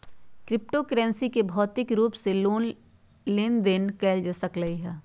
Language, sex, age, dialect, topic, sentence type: Magahi, female, 46-50, Western, banking, statement